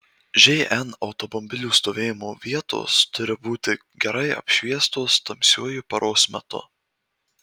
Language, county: Lithuanian, Marijampolė